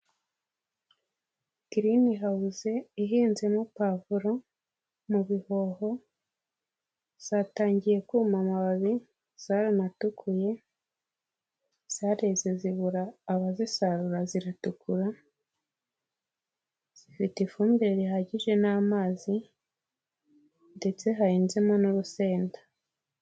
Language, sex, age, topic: Kinyarwanda, female, 18-24, agriculture